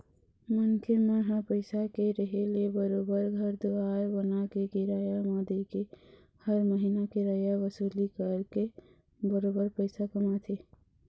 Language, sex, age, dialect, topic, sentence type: Chhattisgarhi, female, 51-55, Eastern, banking, statement